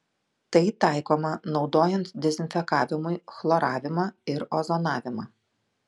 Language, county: Lithuanian, Klaipėda